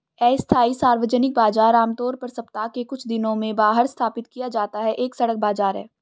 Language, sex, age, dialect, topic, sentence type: Hindi, female, 18-24, Marwari Dhudhari, agriculture, statement